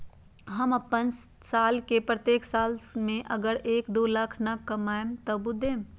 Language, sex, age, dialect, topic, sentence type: Magahi, female, 25-30, Western, banking, question